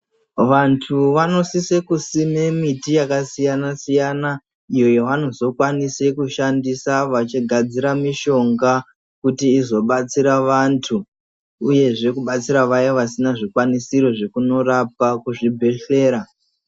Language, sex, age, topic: Ndau, male, 18-24, health